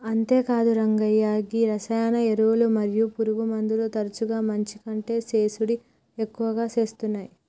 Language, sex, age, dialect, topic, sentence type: Telugu, female, 36-40, Telangana, agriculture, statement